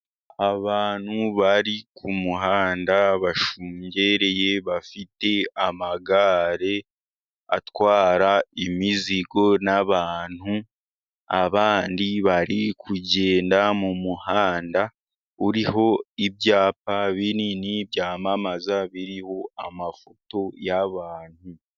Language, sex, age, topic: Kinyarwanda, male, 36-49, government